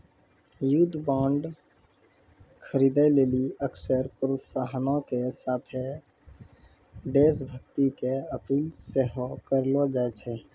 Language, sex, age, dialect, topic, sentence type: Maithili, male, 18-24, Angika, banking, statement